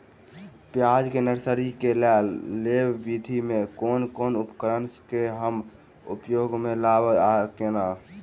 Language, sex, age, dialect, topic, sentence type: Maithili, male, 18-24, Southern/Standard, agriculture, question